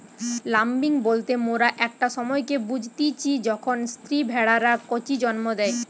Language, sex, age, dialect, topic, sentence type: Bengali, female, 18-24, Western, agriculture, statement